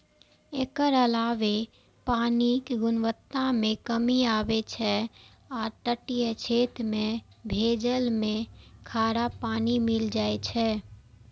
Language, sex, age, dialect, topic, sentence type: Maithili, female, 18-24, Eastern / Thethi, agriculture, statement